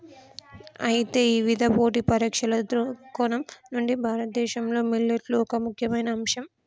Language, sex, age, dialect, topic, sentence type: Telugu, female, 25-30, Telangana, agriculture, statement